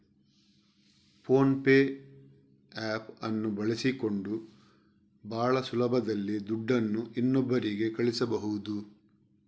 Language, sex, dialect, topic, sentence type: Kannada, male, Coastal/Dakshin, banking, statement